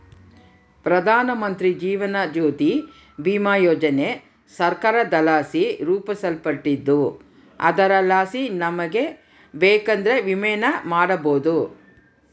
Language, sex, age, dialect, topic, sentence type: Kannada, female, 31-35, Central, banking, statement